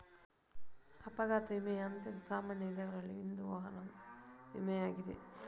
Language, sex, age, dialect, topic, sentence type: Kannada, female, 41-45, Coastal/Dakshin, banking, statement